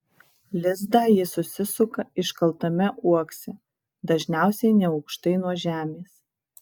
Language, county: Lithuanian, Kaunas